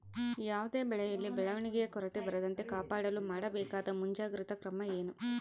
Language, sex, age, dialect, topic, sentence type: Kannada, female, 25-30, Central, agriculture, question